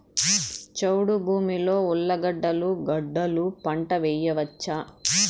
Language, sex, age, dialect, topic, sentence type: Telugu, male, 46-50, Southern, agriculture, question